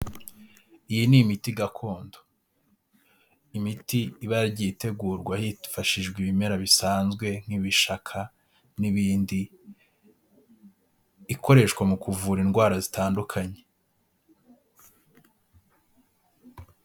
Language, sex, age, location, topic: Kinyarwanda, male, 18-24, Kigali, health